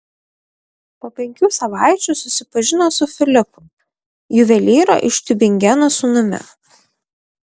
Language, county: Lithuanian, Klaipėda